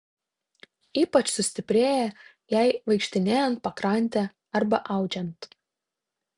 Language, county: Lithuanian, Tauragė